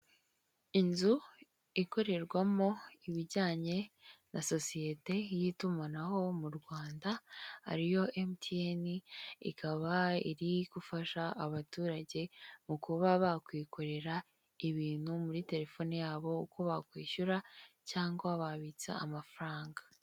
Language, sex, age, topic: Kinyarwanda, female, 25-35, finance